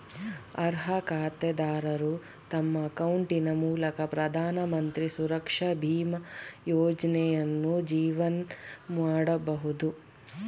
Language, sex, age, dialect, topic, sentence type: Kannada, female, 36-40, Mysore Kannada, banking, statement